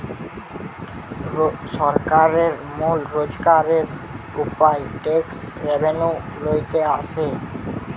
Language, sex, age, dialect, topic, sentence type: Bengali, male, 18-24, Western, banking, statement